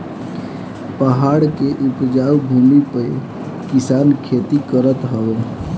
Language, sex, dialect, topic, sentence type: Bhojpuri, male, Northern, agriculture, statement